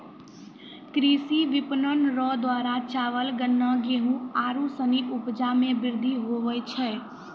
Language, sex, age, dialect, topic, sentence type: Maithili, female, 18-24, Angika, agriculture, statement